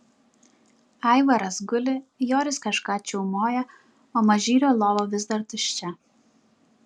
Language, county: Lithuanian, Klaipėda